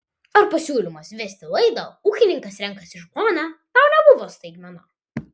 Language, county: Lithuanian, Vilnius